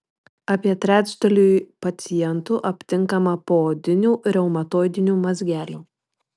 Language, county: Lithuanian, Marijampolė